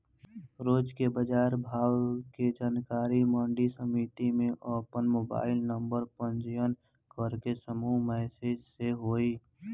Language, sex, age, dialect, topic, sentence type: Bhojpuri, male, 18-24, Northern, agriculture, question